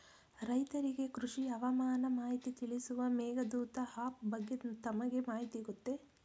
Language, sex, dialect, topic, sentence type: Kannada, female, Mysore Kannada, agriculture, question